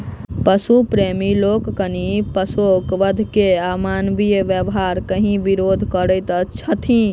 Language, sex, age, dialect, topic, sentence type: Maithili, male, 25-30, Southern/Standard, agriculture, statement